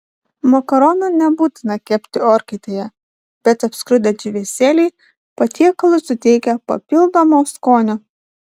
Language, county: Lithuanian, Panevėžys